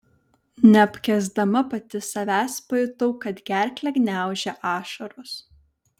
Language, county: Lithuanian, Vilnius